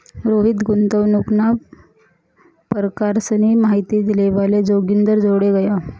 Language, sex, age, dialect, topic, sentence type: Marathi, female, 31-35, Northern Konkan, banking, statement